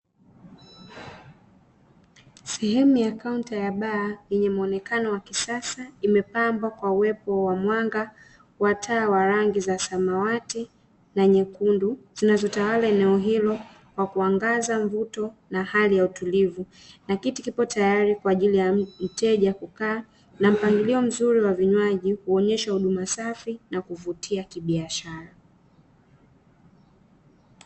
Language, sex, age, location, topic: Swahili, female, 25-35, Dar es Salaam, finance